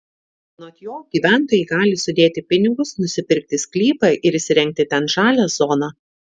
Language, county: Lithuanian, Šiauliai